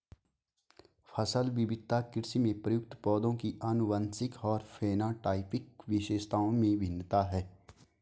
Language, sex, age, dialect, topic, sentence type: Hindi, male, 25-30, Hindustani Malvi Khadi Boli, agriculture, statement